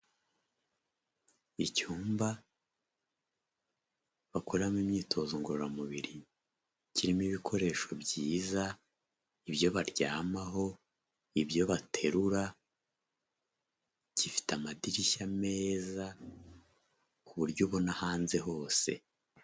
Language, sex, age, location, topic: Kinyarwanda, male, 25-35, Huye, health